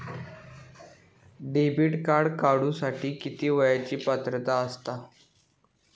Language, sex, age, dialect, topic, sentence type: Marathi, male, 18-24, Southern Konkan, banking, question